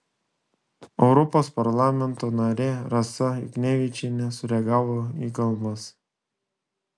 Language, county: Lithuanian, Šiauliai